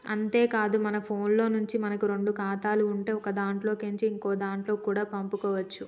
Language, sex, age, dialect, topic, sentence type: Telugu, female, 36-40, Telangana, banking, statement